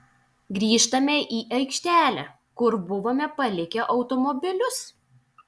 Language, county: Lithuanian, Telšiai